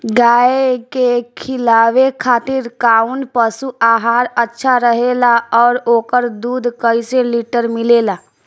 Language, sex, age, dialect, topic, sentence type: Bhojpuri, female, 18-24, Northern, agriculture, question